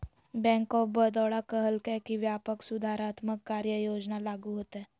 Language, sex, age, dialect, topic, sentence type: Magahi, female, 18-24, Southern, banking, statement